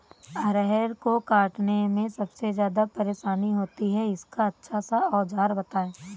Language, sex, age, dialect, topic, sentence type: Hindi, female, 18-24, Awadhi Bundeli, agriculture, question